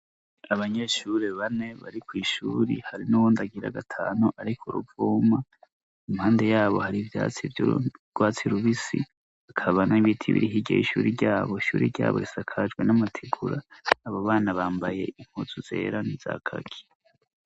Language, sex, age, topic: Rundi, male, 25-35, education